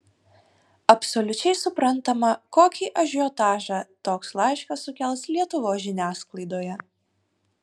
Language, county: Lithuanian, Kaunas